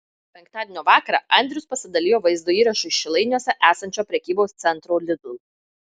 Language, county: Lithuanian, Marijampolė